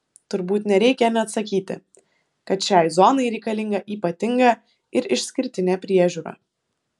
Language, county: Lithuanian, Vilnius